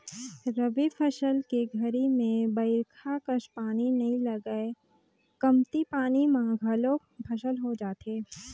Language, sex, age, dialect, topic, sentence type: Chhattisgarhi, female, 18-24, Northern/Bhandar, agriculture, statement